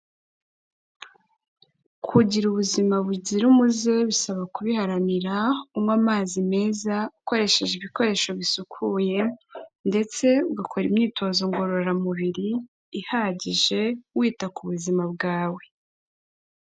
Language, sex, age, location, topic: Kinyarwanda, female, 18-24, Kigali, health